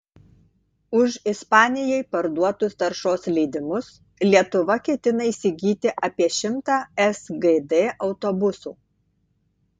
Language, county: Lithuanian, Tauragė